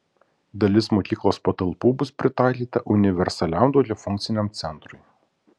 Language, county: Lithuanian, Kaunas